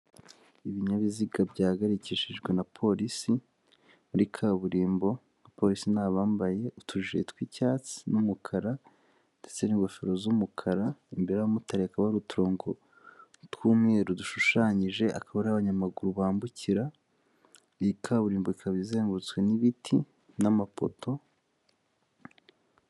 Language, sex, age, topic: Kinyarwanda, male, 18-24, government